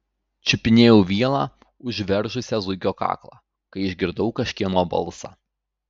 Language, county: Lithuanian, Utena